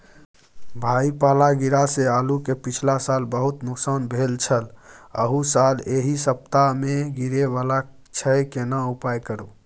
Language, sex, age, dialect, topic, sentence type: Maithili, male, 25-30, Bajjika, agriculture, question